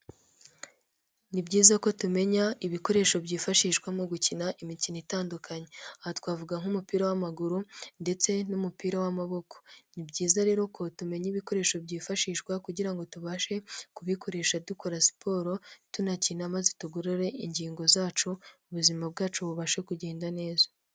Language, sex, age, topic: Kinyarwanda, female, 18-24, health